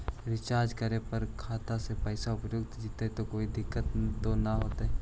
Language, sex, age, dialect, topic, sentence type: Magahi, male, 18-24, Central/Standard, banking, question